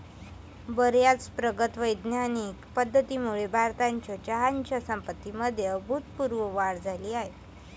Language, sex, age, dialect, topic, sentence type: Marathi, male, 18-24, Varhadi, agriculture, statement